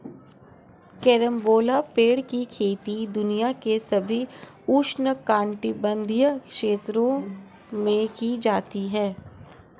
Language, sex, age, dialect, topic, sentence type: Hindi, female, 56-60, Marwari Dhudhari, agriculture, statement